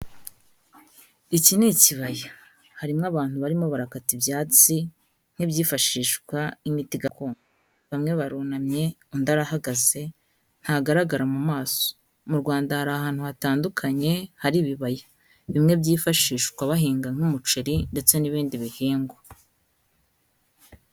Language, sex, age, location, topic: Kinyarwanda, female, 25-35, Kigali, health